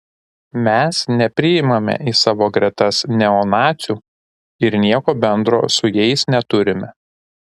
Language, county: Lithuanian, Šiauliai